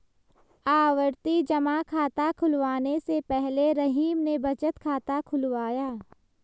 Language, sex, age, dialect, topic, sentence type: Hindi, male, 25-30, Hindustani Malvi Khadi Boli, banking, statement